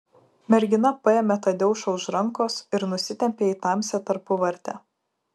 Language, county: Lithuanian, Vilnius